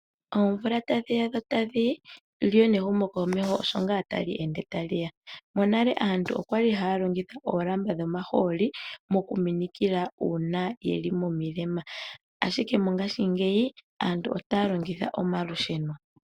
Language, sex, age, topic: Oshiwambo, female, 18-24, finance